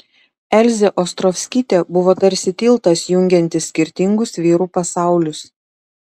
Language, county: Lithuanian, Šiauliai